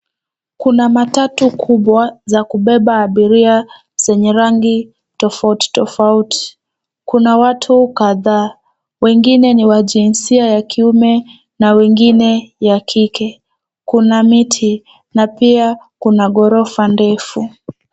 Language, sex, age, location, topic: Swahili, female, 18-24, Nairobi, government